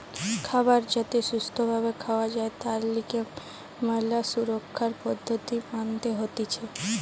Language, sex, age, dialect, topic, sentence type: Bengali, female, 18-24, Western, agriculture, statement